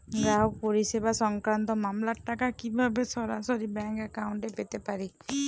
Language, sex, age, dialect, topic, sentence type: Bengali, female, 41-45, Jharkhandi, banking, question